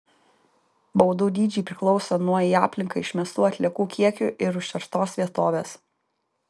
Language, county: Lithuanian, Kaunas